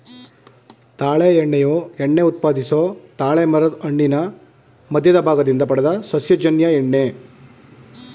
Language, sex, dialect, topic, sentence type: Kannada, male, Mysore Kannada, agriculture, statement